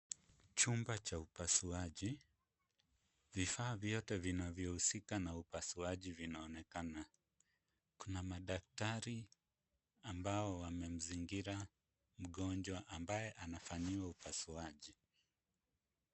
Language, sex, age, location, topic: Swahili, male, 25-35, Kisumu, health